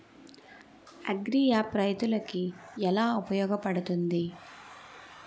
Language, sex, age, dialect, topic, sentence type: Telugu, female, 18-24, Utterandhra, agriculture, question